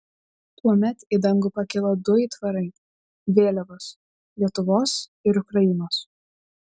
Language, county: Lithuanian, Vilnius